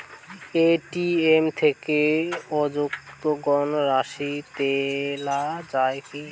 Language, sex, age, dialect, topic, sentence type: Bengali, male, 18-24, Rajbangshi, banking, question